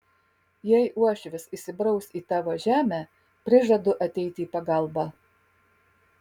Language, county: Lithuanian, Kaunas